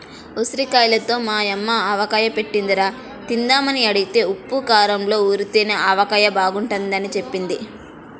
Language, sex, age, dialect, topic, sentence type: Telugu, female, 18-24, Central/Coastal, agriculture, statement